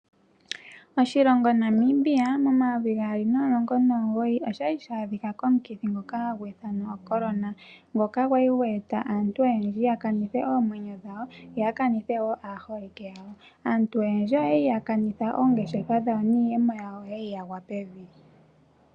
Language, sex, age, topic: Oshiwambo, female, 18-24, finance